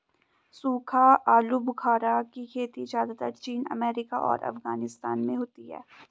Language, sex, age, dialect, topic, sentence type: Hindi, female, 18-24, Garhwali, agriculture, statement